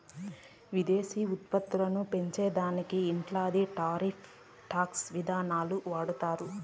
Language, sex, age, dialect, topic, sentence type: Telugu, female, 31-35, Southern, banking, statement